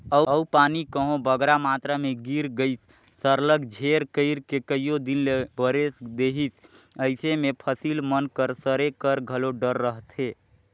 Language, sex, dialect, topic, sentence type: Chhattisgarhi, male, Northern/Bhandar, agriculture, statement